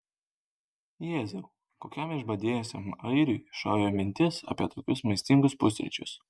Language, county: Lithuanian, Kaunas